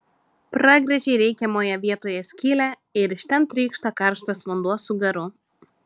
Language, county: Lithuanian, Šiauliai